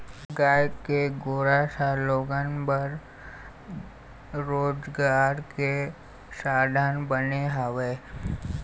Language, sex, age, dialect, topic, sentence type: Chhattisgarhi, male, 51-55, Eastern, agriculture, statement